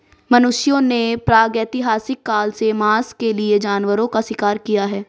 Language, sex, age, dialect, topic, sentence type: Hindi, female, 18-24, Marwari Dhudhari, agriculture, statement